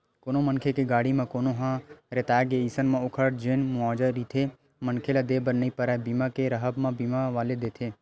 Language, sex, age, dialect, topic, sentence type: Chhattisgarhi, male, 25-30, Western/Budati/Khatahi, banking, statement